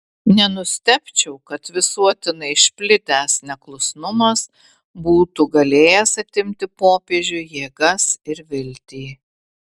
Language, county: Lithuanian, Vilnius